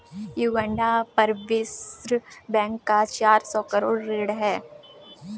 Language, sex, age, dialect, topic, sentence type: Hindi, female, 18-24, Kanauji Braj Bhasha, banking, statement